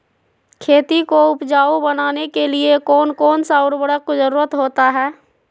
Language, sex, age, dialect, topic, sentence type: Magahi, female, 18-24, Western, agriculture, question